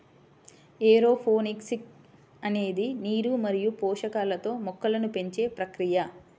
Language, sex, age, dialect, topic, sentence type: Telugu, female, 25-30, Central/Coastal, agriculture, statement